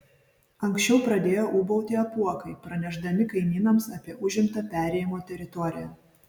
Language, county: Lithuanian, Vilnius